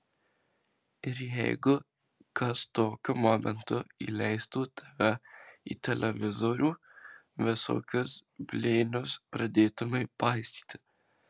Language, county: Lithuanian, Marijampolė